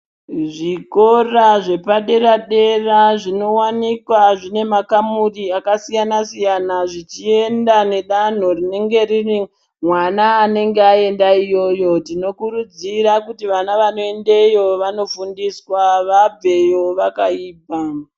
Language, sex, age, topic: Ndau, male, 36-49, education